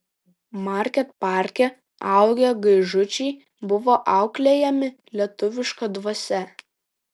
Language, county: Lithuanian, Šiauliai